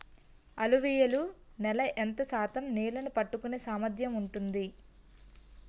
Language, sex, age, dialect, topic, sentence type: Telugu, female, 18-24, Utterandhra, agriculture, question